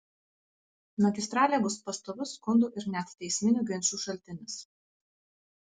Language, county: Lithuanian, Alytus